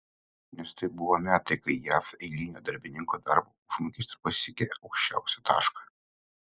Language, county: Lithuanian, Utena